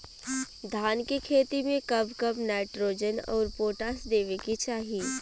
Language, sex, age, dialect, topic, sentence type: Bhojpuri, female, 18-24, Western, agriculture, question